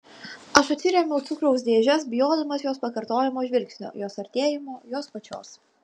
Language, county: Lithuanian, Utena